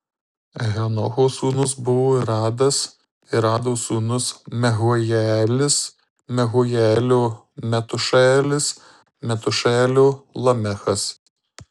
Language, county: Lithuanian, Marijampolė